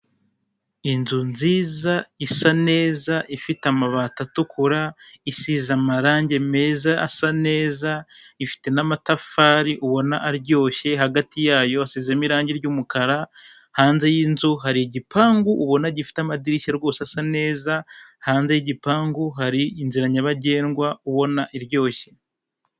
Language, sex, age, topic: Kinyarwanda, male, 25-35, finance